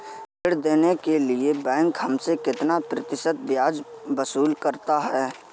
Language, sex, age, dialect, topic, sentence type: Hindi, male, 41-45, Awadhi Bundeli, banking, question